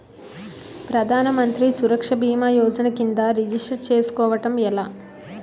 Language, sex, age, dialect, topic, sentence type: Telugu, female, 31-35, Utterandhra, banking, question